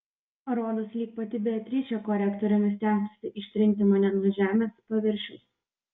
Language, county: Lithuanian, Vilnius